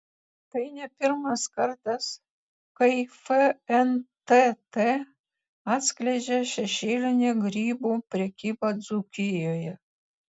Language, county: Lithuanian, Kaunas